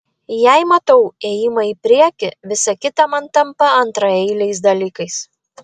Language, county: Lithuanian, Vilnius